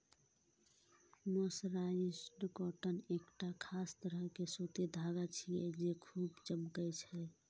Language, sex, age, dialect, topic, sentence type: Maithili, female, 18-24, Eastern / Thethi, agriculture, statement